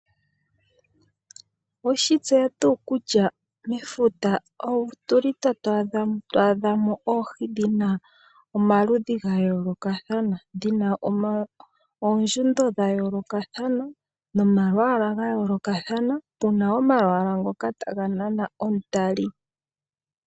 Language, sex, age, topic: Oshiwambo, female, 25-35, agriculture